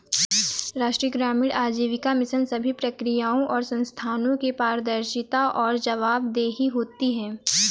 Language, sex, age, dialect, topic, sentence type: Hindi, female, 18-24, Awadhi Bundeli, banking, statement